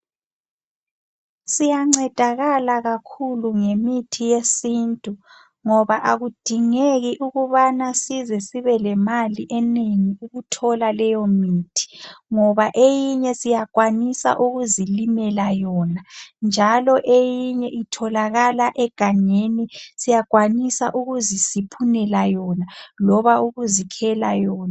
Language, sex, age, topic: North Ndebele, female, 18-24, health